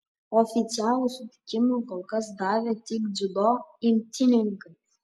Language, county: Lithuanian, Panevėžys